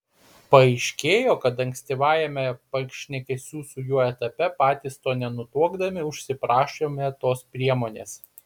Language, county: Lithuanian, Panevėžys